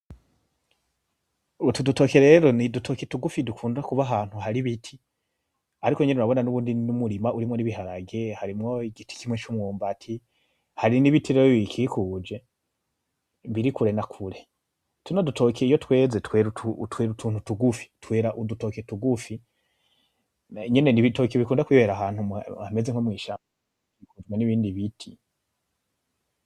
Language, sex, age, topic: Rundi, male, 25-35, agriculture